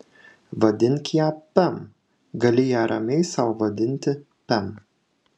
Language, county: Lithuanian, Šiauliai